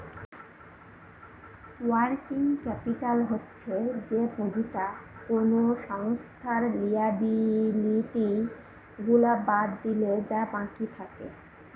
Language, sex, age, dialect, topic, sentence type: Bengali, female, 18-24, Northern/Varendri, banking, statement